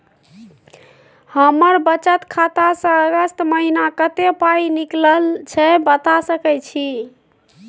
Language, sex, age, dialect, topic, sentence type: Maithili, female, 31-35, Bajjika, banking, question